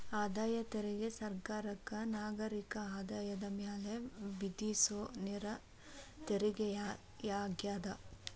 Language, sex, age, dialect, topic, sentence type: Kannada, female, 18-24, Dharwad Kannada, banking, statement